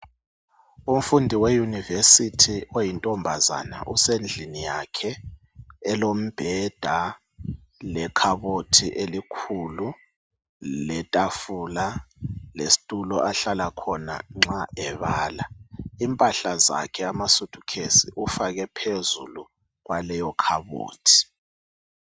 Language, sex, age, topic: North Ndebele, male, 36-49, education